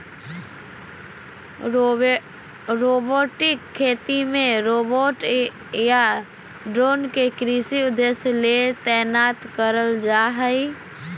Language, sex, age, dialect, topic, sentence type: Magahi, female, 31-35, Southern, agriculture, statement